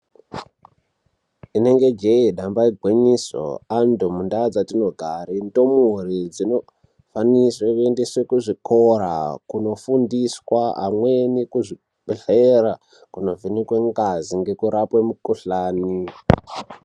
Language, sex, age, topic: Ndau, male, 36-49, health